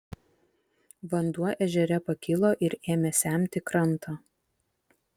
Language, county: Lithuanian, Vilnius